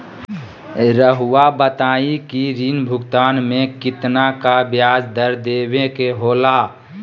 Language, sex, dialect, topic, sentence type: Magahi, male, Southern, banking, question